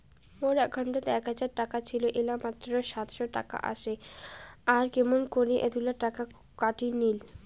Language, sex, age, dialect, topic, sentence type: Bengali, female, 31-35, Rajbangshi, banking, question